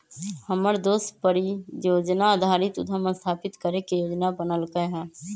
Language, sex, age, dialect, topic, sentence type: Magahi, female, 18-24, Western, banking, statement